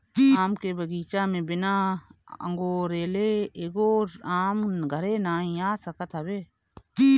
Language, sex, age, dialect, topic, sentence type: Bhojpuri, female, 25-30, Northern, agriculture, statement